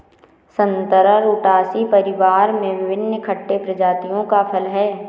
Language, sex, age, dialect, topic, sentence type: Hindi, female, 18-24, Awadhi Bundeli, agriculture, statement